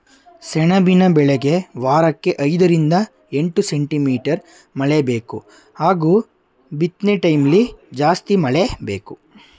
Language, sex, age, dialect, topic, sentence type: Kannada, male, 18-24, Mysore Kannada, agriculture, statement